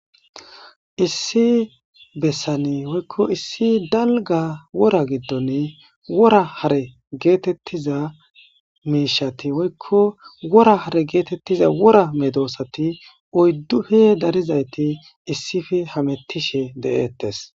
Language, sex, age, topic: Gamo, male, 25-35, agriculture